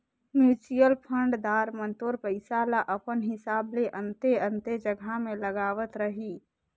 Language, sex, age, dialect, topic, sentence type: Chhattisgarhi, female, 60-100, Northern/Bhandar, banking, statement